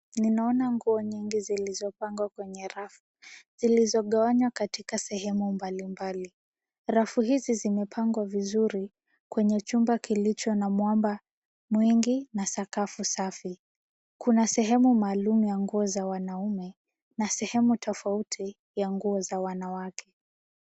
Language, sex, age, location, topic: Swahili, female, 18-24, Nairobi, finance